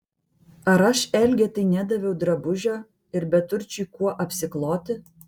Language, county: Lithuanian, Vilnius